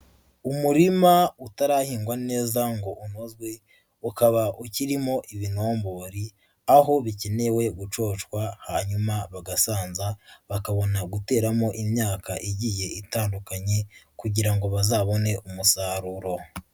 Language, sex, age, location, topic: Kinyarwanda, female, 18-24, Huye, agriculture